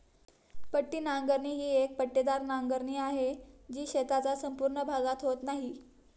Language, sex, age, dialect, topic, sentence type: Marathi, female, 18-24, Standard Marathi, agriculture, statement